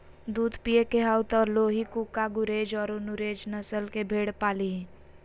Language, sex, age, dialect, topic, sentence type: Magahi, female, 18-24, Southern, agriculture, statement